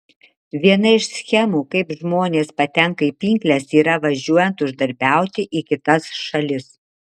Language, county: Lithuanian, Marijampolė